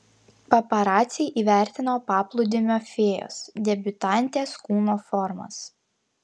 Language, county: Lithuanian, Klaipėda